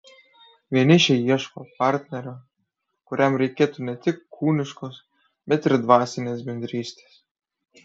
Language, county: Lithuanian, Kaunas